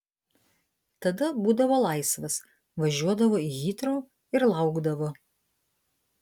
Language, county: Lithuanian, Vilnius